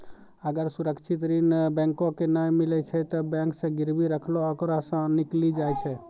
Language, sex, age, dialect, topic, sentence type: Maithili, male, 36-40, Angika, banking, statement